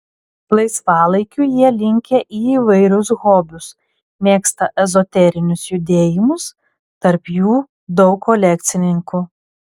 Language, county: Lithuanian, Klaipėda